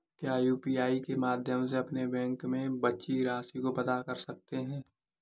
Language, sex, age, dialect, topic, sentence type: Hindi, male, 18-24, Kanauji Braj Bhasha, banking, question